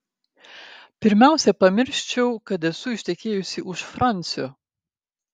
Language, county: Lithuanian, Klaipėda